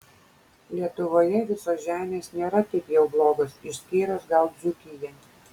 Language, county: Lithuanian, Kaunas